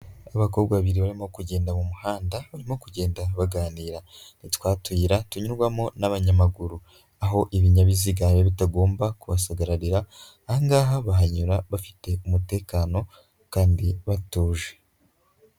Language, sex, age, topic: Kinyarwanda, male, 25-35, education